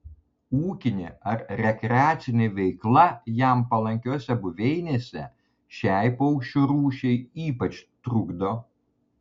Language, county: Lithuanian, Panevėžys